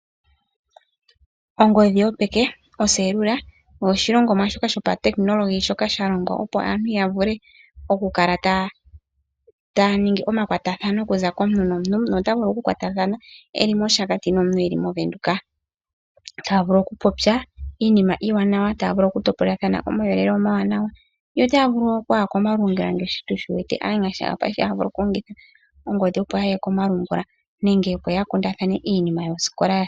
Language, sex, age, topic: Oshiwambo, female, 25-35, finance